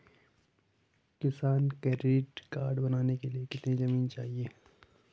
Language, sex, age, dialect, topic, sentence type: Hindi, male, 18-24, Hindustani Malvi Khadi Boli, agriculture, question